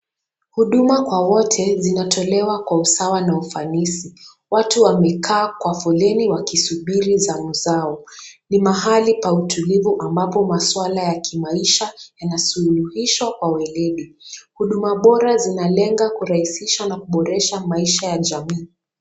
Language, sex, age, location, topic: Swahili, female, 18-24, Kisumu, government